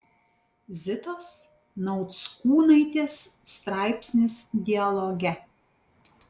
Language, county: Lithuanian, Panevėžys